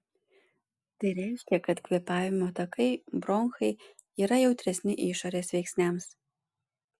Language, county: Lithuanian, Panevėžys